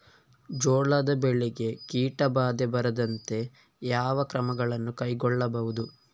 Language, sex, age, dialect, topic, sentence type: Kannada, male, 18-24, Coastal/Dakshin, agriculture, question